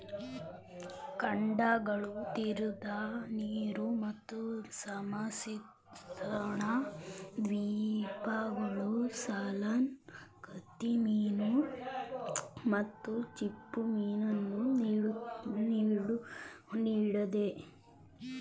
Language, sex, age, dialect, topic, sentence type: Kannada, male, 25-30, Mysore Kannada, agriculture, statement